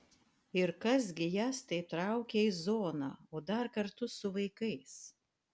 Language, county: Lithuanian, Panevėžys